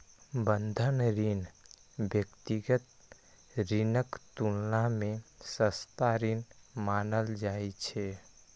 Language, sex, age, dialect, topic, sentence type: Maithili, male, 18-24, Eastern / Thethi, banking, statement